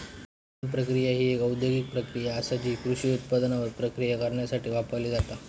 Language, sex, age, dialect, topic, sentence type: Marathi, male, 46-50, Southern Konkan, agriculture, statement